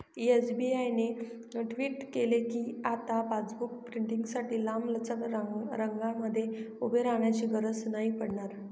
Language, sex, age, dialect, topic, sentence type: Marathi, female, 18-24, Northern Konkan, banking, statement